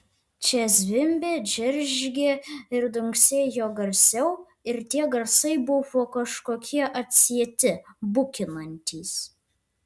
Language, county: Lithuanian, Vilnius